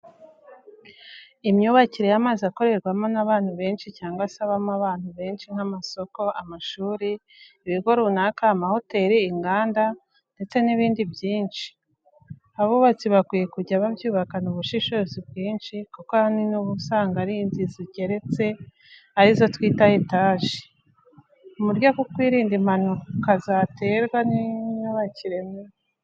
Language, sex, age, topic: Kinyarwanda, female, 25-35, education